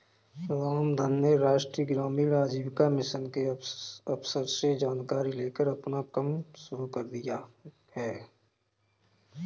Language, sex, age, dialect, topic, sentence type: Hindi, male, 36-40, Kanauji Braj Bhasha, banking, statement